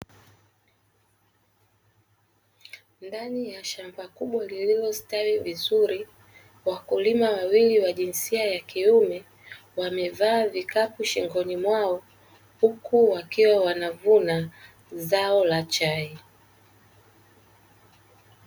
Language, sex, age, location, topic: Swahili, female, 18-24, Dar es Salaam, agriculture